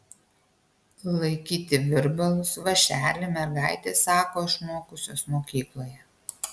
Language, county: Lithuanian, Kaunas